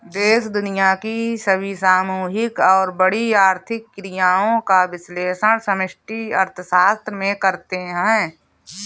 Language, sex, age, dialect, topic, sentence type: Hindi, female, 31-35, Marwari Dhudhari, banking, statement